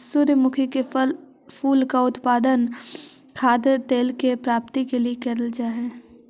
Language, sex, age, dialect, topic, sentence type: Magahi, female, 25-30, Central/Standard, agriculture, statement